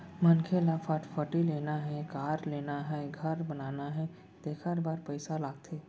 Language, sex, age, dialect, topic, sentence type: Chhattisgarhi, male, 18-24, Central, banking, statement